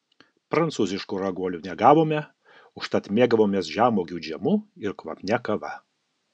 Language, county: Lithuanian, Alytus